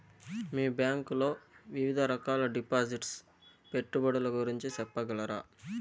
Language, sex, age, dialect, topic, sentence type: Telugu, male, 18-24, Southern, banking, question